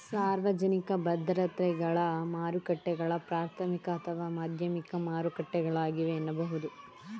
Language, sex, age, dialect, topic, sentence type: Kannada, female, 18-24, Mysore Kannada, banking, statement